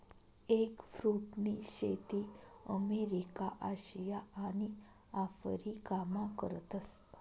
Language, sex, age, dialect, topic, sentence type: Marathi, female, 25-30, Northern Konkan, agriculture, statement